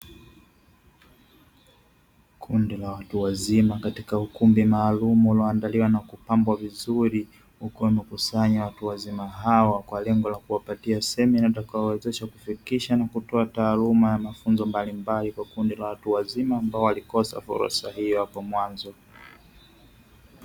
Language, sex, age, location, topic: Swahili, male, 25-35, Dar es Salaam, education